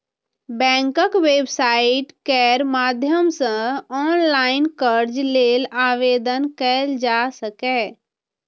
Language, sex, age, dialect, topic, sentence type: Maithili, female, 25-30, Eastern / Thethi, banking, statement